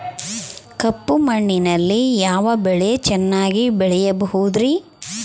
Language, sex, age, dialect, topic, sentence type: Kannada, female, 36-40, Central, agriculture, question